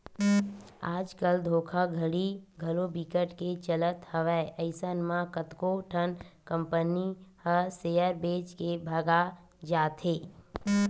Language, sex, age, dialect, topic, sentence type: Chhattisgarhi, female, 25-30, Western/Budati/Khatahi, banking, statement